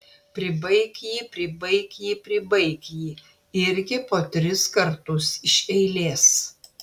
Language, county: Lithuanian, Klaipėda